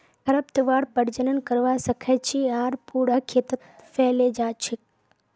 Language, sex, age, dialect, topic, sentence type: Magahi, female, 18-24, Northeastern/Surjapuri, agriculture, statement